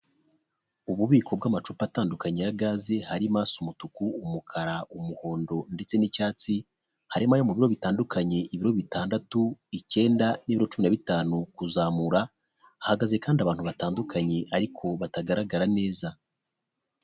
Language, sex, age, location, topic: Kinyarwanda, male, 25-35, Nyagatare, finance